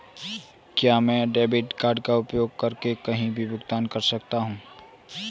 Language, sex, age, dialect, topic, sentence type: Hindi, male, 18-24, Marwari Dhudhari, banking, question